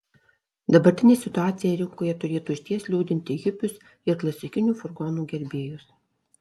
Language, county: Lithuanian, Alytus